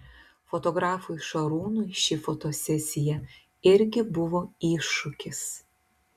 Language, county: Lithuanian, Telšiai